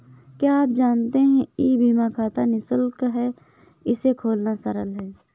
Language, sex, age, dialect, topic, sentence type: Hindi, female, 51-55, Awadhi Bundeli, banking, statement